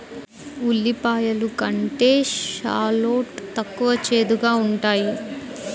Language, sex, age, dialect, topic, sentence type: Telugu, female, 25-30, Central/Coastal, agriculture, statement